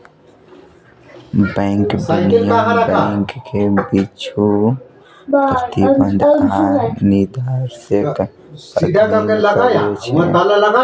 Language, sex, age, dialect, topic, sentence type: Maithili, male, 25-30, Eastern / Thethi, banking, statement